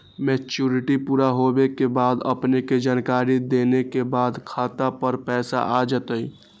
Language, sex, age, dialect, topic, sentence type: Magahi, male, 18-24, Western, banking, question